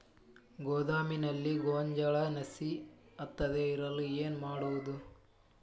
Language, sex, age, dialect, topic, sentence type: Kannada, male, 18-24, Dharwad Kannada, agriculture, question